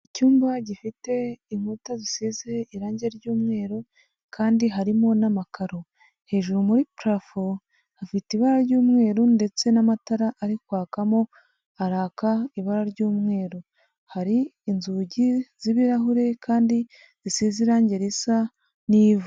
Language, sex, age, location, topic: Kinyarwanda, female, 18-24, Huye, health